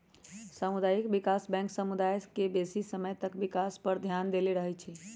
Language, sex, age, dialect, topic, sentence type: Magahi, female, 25-30, Western, banking, statement